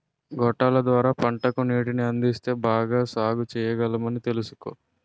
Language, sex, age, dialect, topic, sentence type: Telugu, male, 46-50, Utterandhra, agriculture, statement